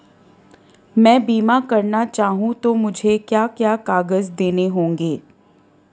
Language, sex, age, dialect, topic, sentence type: Hindi, female, 31-35, Marwari Dhudhari, banking, question